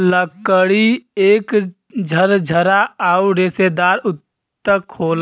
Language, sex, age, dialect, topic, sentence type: Bhojpuri, male, 25-30, Western, agriculture, statement